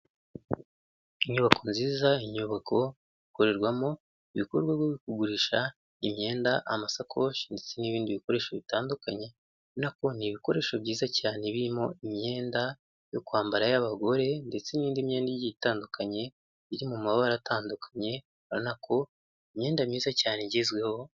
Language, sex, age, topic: Kinyarwanda, male, 18-24, finance